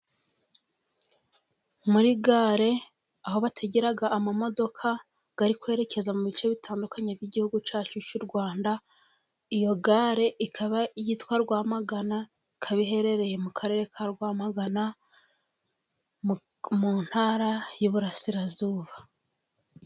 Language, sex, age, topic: Kinyarwanda, female, 25-35, government